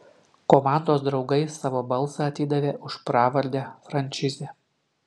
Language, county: Lithuanian, Utena